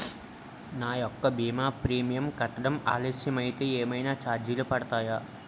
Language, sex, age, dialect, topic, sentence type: Telugu, male, 18-24, Utterandhra, banking, question